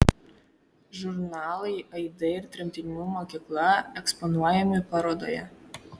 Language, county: Lithuanian, Kaunas